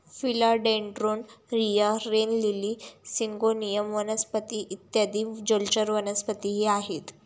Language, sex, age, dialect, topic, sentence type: Marathi, female, 18-24, Standard Marathi, agriculture, statement